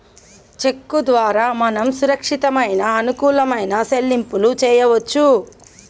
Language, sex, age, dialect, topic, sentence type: Telugu, male, 18-24, Telangana, banking, statement